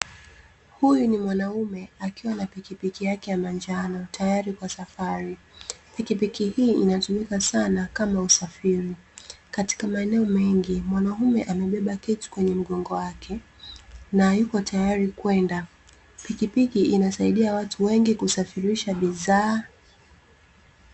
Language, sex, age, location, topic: Swahili, female, 25-35, Dar es Salaam, government